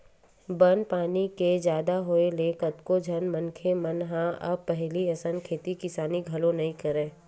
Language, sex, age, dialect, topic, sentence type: Chhattisgarhi, female, 31-35, Western/Budati/Khatahi, agriculture, statement